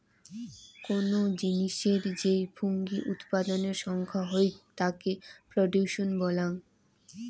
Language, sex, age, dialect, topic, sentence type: Bengali, female, 18-24, Rajbangshi, agriculture, statement